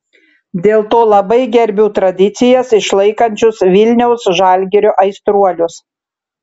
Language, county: Lithuanian, Šiauliai